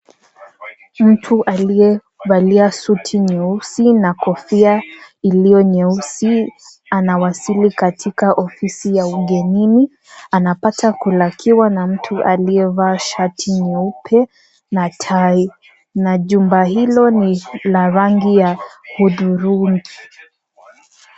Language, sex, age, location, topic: Swahili, female, 18-24, Kisii, government